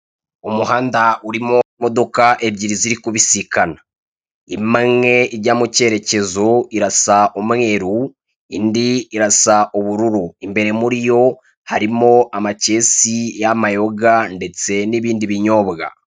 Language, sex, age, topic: Kinyarwanda, male, 36-49, government